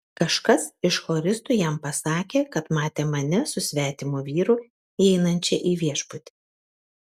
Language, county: Lithuanian, Kaunas